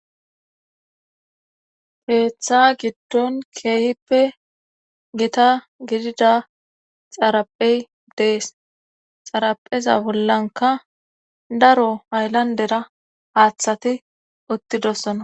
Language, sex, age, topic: Gamo, female, 18-24, government